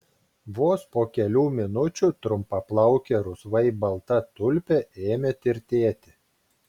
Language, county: Lithuanian, Klaipėda